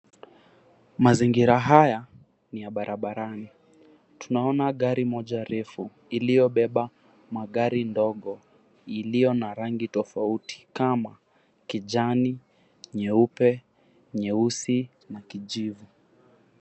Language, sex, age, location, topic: Swahili, female, 50+, Mombasa, finance